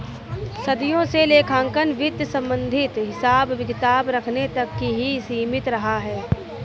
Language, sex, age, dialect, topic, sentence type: Hindi, female, 60-100, Kanauji Braj Bhasha, banking, statement